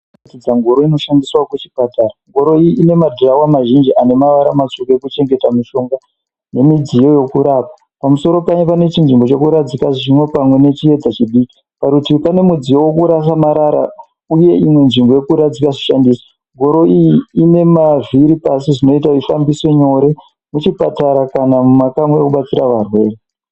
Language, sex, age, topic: Ndau, male, 18-24, health